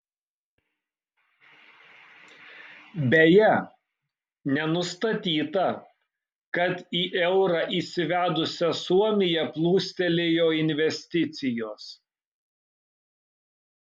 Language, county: Lithuanian, Kaunas